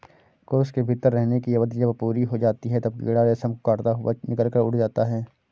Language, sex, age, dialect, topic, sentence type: Hindi, male, 25-30, Awadhi Bundeli, agriculture, statement